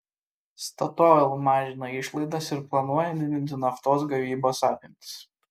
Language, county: Lithuanian, Kaunas